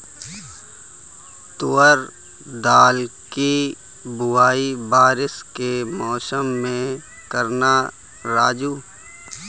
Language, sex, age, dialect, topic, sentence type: Hindi, male, 18-24, Kanauji Braj Bhasha, agriculture, statement